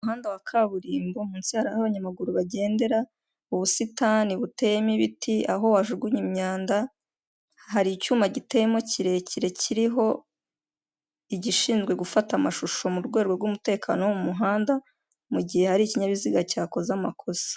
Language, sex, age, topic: Kinyarwanda, female, 25-35, government